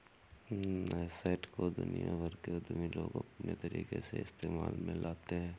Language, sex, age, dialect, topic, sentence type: Hindi, male, 56-60, Awadhi Bundeli, banking, statement